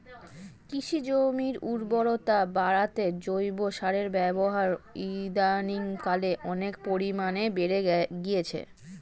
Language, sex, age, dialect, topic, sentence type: Bengali, female, 25-30, Standard Colloquial, agriculture, statement